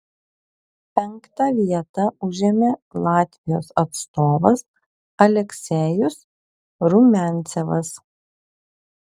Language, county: Lithuanian, Vilnius